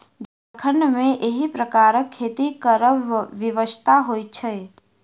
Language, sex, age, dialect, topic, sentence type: Maithili, female, 25-30, Southern/Standard, agriculture, statement